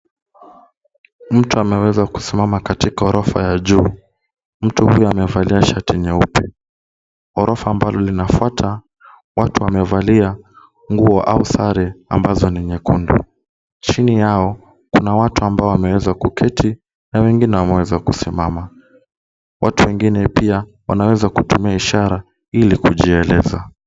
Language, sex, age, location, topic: Swahili, male, 18-24, Kisumu, government